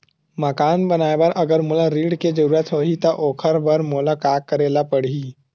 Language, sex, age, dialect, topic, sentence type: Chhattisgarhi, male, 18-24, Western/Budati/Khatahi, banking, question